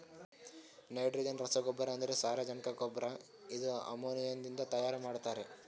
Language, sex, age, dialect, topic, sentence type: Kannada, male, 18-24, Northeastern, agriculture, statement